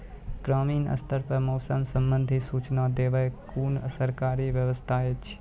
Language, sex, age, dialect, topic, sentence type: Maithili, male, 18-24, Angika, agriculture, question